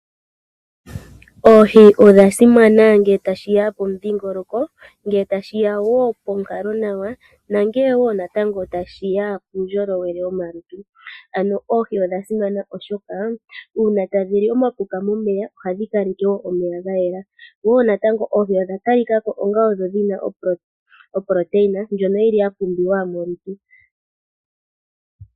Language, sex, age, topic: Oshiwambo, female, 25-35, agriculture